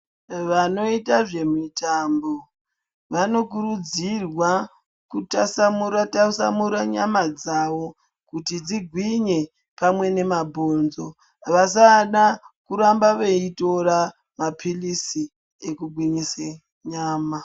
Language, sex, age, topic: Ndau, female, 25-35, health